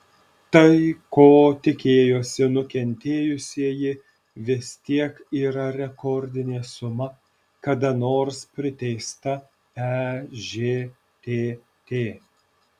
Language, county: Lithuanian, Alytus